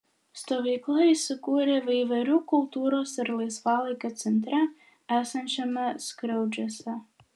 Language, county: Lithuanian, Vilnius